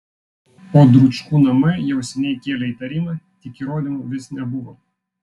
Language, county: Lithuanian, Vilnius